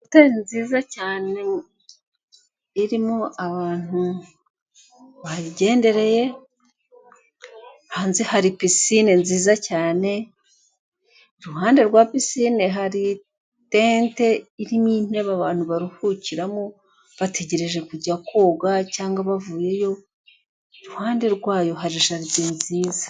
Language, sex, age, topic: Kinyarwanda, female, 36-49, finance